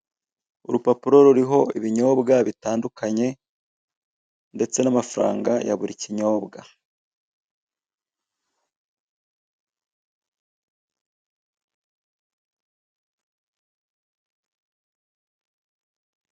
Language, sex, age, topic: Kinyarwanda, male, 25-35, finance